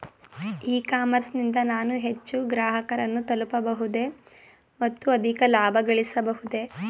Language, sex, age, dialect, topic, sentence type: Kannada, female, 18-24, Mysore Kannada, agriculture, question